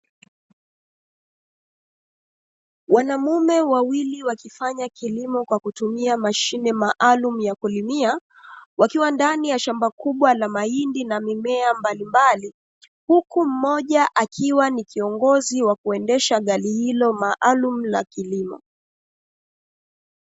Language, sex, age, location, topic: Swahili, female, 25-35, Dar es Salaam, agriculture